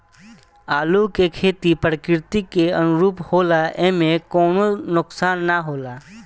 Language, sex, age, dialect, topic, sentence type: Bhojpuri, male, 18-24, Southern / Standard, agriculture, statement